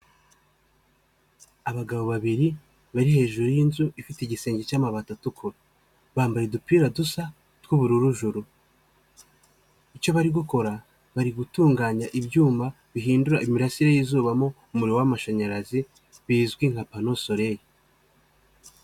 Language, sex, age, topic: Kinyarwanda, male, 25-35, government